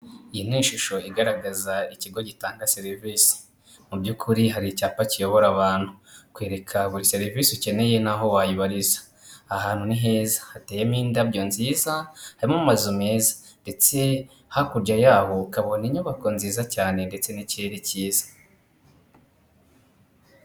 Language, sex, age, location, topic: Kinyarwanda, male, 25-35, Kigali, government